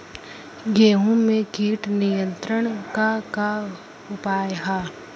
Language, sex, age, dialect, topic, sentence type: Bhojpuri, female, <18, Western, agriculture, question